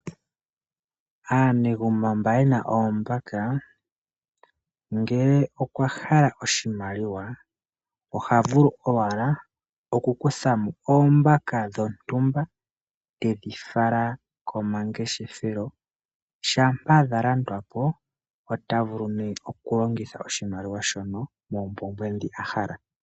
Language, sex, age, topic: Oshiwambo, male, 25-35, agriculture